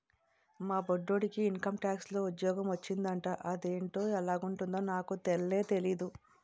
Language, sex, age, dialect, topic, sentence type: Telugu, female, 36-40, Utterandhra, banking, statement